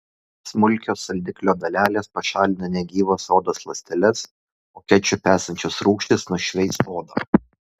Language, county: Lithuanian, Kaunas